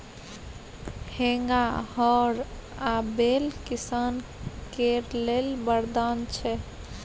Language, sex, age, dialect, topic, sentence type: Maithili, female, 51-55, Bajjika, agriculture, statement